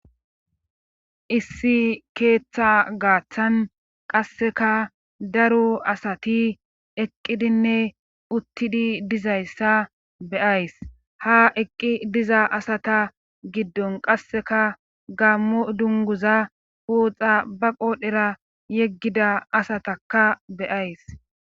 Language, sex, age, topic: Gamo, male, 25-35, government